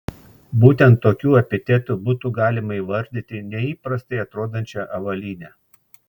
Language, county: Lithuanian, Klaipėda